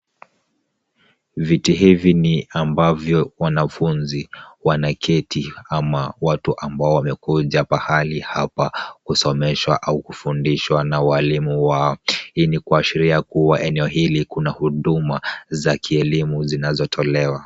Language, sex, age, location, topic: Swahili, male, 18-24, Kisumu, education